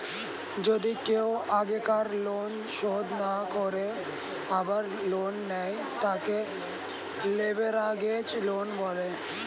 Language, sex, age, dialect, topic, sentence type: Bengali, male, 18-24, Standard Colloquial, banking, statement